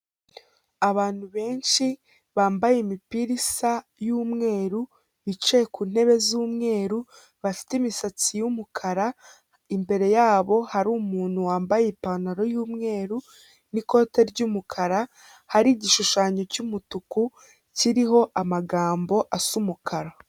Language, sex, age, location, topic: Kinyarwanda, female, 18-24, Kigali, health